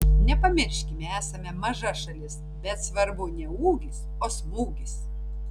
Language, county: Lithuanian, Tauragė